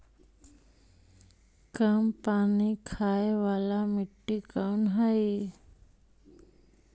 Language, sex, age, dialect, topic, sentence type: Magahi, female, 18-24, Central/Standard, agriculture, question